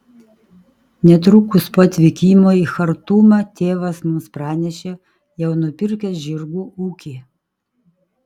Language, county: Lithuanian, Kaunas